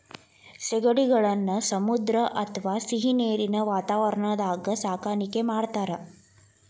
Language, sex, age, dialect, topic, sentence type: Kannada, female, 18-24, Dharwad Kannada, agriculture, statement